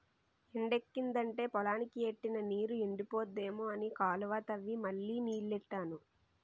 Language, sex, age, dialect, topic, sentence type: Telugu, female, 18-24, Utterandhra, agriculture, statement